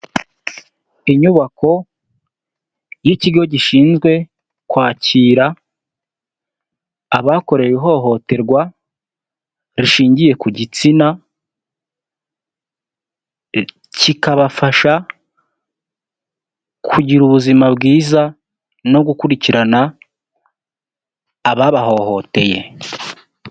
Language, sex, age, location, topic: Kinyarwanda, male, 18-24, Huye, health